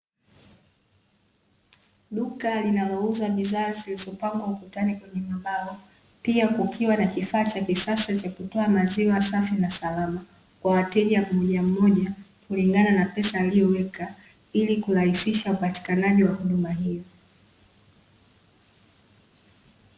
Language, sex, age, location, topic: Swahili, female, 25-35, Dar es Salaam, finance